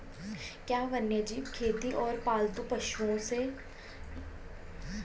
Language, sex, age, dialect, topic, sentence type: Hindi, female, 18-24, Hindustani Malvi Khadi Boli, agriculture, statement